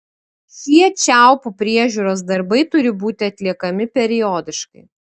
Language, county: Lithuanian, Kaunas